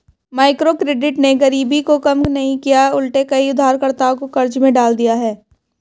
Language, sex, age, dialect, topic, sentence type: Hindi, female, 18-24, Hindustani Malvi Khadi Boli, banking, statement